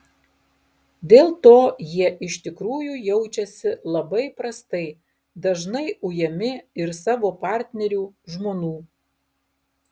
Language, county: Lithuanian, Alytus